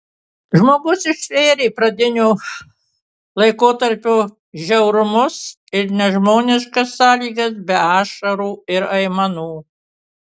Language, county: Lithuanian, Kaunas